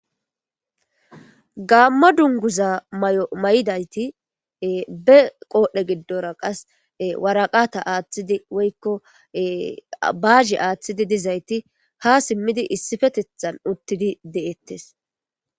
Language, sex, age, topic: Gamo, female, 25-35, government